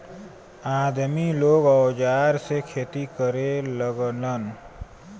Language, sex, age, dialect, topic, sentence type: Bhojpuri, male, 25-30, Western, agriculture, statement